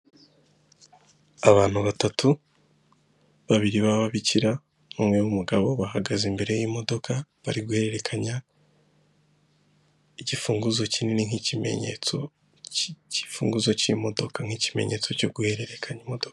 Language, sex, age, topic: Kinyarwanda, male, 25-35, finance